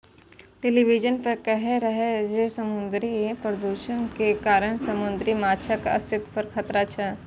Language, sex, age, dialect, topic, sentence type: Maithili, female, 18-24, Eastern / Thethi, agriculture, statement